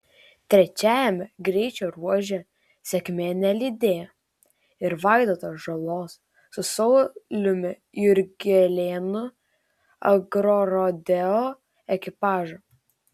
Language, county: Lithuanian, Šiauliai